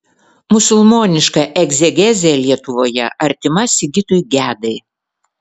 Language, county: Lithuanian, Vilnius